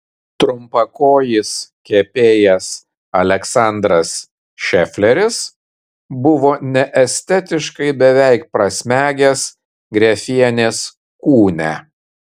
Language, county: Lithuanian, Kaunas